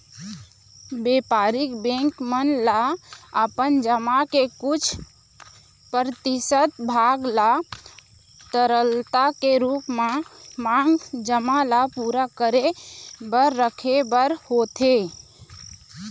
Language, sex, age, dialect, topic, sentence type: Chhattisgarhi, female, 25-30, Eastern, banking, statement